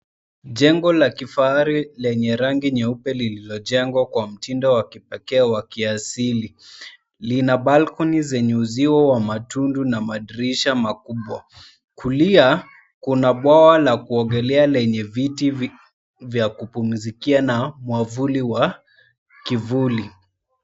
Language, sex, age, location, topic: Swahili, male, 25-35, Mombasa, government